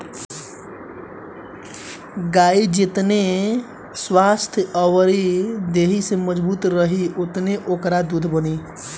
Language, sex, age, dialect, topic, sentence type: Bhojpuri, male, 18-24, Northern, agriculture, statement